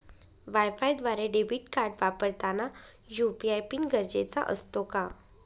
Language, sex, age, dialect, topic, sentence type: Marathi, female, 25-30, Northern Konkan, banking, question